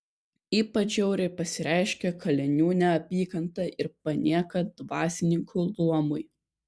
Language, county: Lithuanian, Kaunas